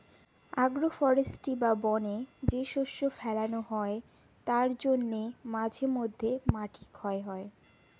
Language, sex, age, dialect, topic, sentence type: Bengali, female, 18-24, Rajbangshi, agriculture, statement